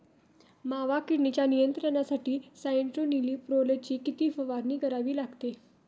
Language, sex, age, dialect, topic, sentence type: Marathi, female, 18-24, Standard Marathi, agriculture, question